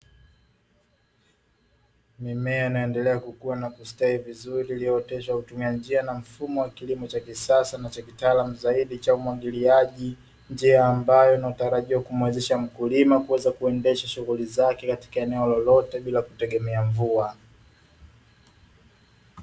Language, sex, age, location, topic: Swahili, male, 25-35, Dar es Salaam, agriculture